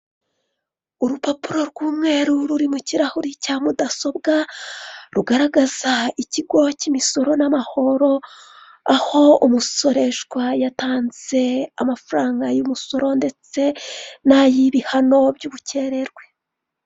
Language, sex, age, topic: Kinyarwanda, female, 36-49, finance